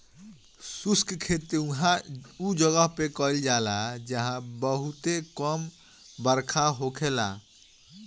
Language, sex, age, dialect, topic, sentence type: Bhojpuri, male, 18-24, Northern, agriculture, statement